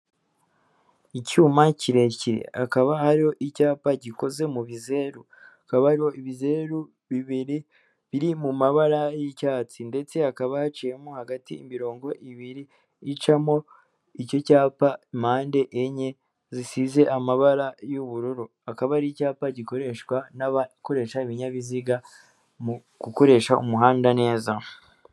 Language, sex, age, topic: Kinyarwanda, female, 18-24, government